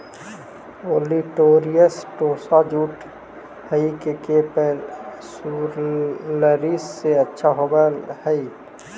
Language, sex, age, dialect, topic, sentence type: Magahi, male, 31-35, Central/Standard, banking, statement